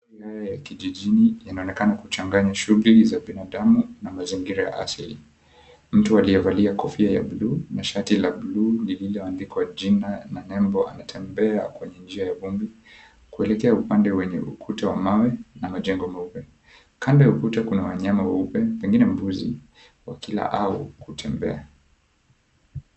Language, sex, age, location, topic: Swahili, male, 25-35, Mombasa, government